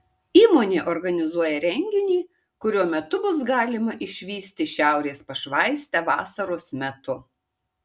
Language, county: Lithuanian, Kaunas